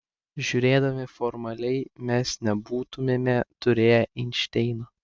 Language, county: Lithuanian, Klaipėda